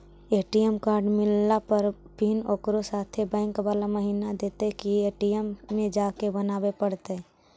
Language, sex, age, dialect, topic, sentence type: Magahi, male, 60-100, Central/Standard, banking, question